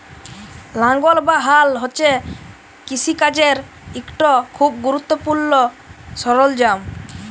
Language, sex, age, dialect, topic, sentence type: Bengali, male, <18, Jharkhandi, agriculture, statement